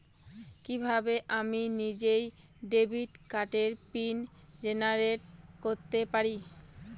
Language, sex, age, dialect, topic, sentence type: Bengali, female, 18-24, Rajbangshi, banking, question